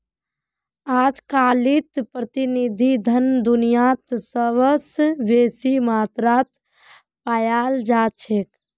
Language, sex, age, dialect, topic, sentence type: Magahi, female, 25-30, Northeastern/Surjapuri, banking, statement